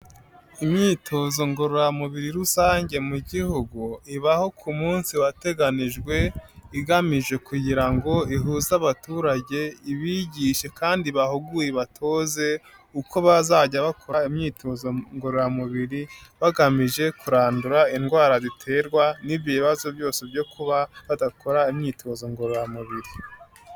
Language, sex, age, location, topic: Kinyarwanda, male, 18-24, Nyagatare, government